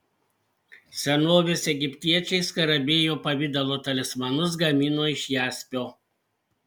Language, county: Lithuanian, Panevėžys